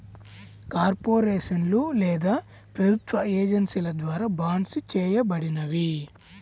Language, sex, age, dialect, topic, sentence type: Telugu, male, 18-24, Central/Coastal, banking, statement